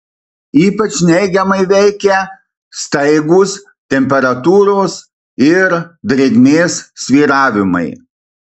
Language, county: Lithuanian, Marijampolė